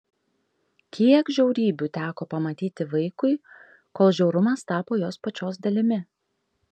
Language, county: Lithuanian, Kaunas